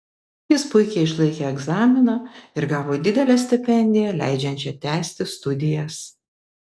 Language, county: Lithuanian, Vilnius